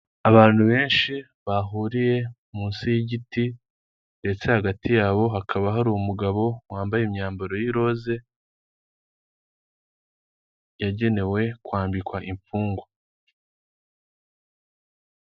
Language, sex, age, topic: Kinyarwanda, male, 18-24, government